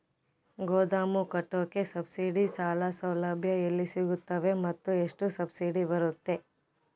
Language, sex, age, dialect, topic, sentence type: Kannada, female, 18-24, Central, agriculture, question